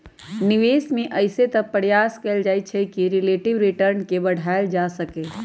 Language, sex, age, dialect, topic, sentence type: Magahi, female, 18-24, Western, banking, statement